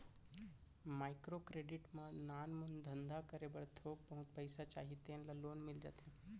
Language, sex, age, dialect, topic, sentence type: Chhattisgarhi, male, 25-30, Central, banking, statement